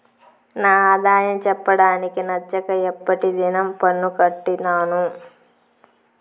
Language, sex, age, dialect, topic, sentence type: Telugu, female, 25-30, Southern, banking, statement